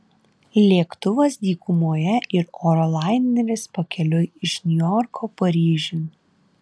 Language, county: Lithuanian, Vilnius